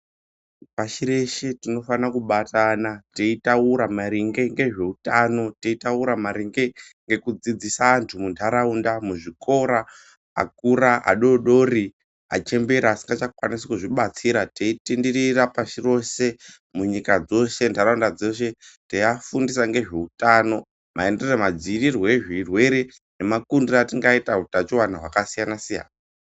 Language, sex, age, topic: Ndau, male, 18-24, health